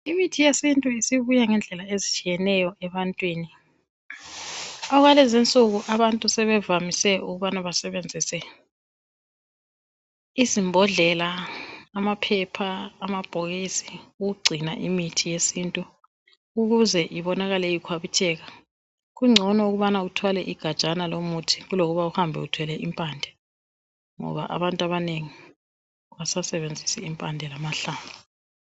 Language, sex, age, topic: North Ndebele, female, 36-49, health